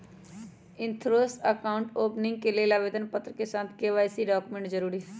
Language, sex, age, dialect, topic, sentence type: Magahi, male, 25-30, Western, banking, statement